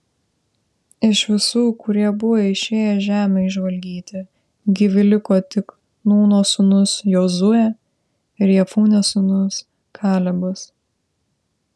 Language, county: Lithuanian, Vilnius